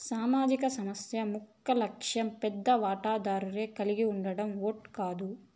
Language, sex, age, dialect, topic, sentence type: Telugu, female, 18-24, Southern, banking, statement